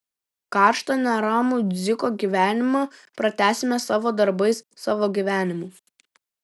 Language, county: Lithuanian, Šiauliai